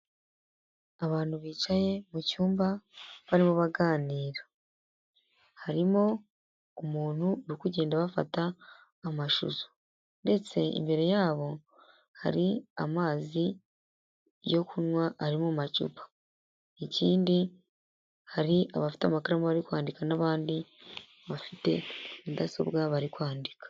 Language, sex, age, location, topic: Kinyarwanda, female, 18-24, Huye, health